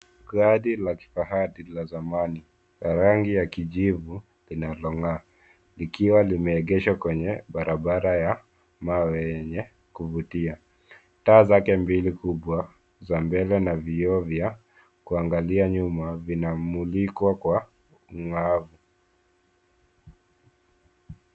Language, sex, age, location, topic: Swahili, male, 18-24, Nairobi, finance